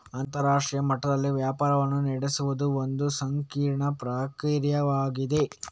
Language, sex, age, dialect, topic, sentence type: Kannada, male, 25-30, Coastal/Dakshin, banking, statement